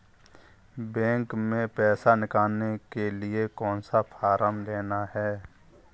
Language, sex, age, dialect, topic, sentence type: Hindi, male, 51-55, Kanauji Braj Bhasha, banking, question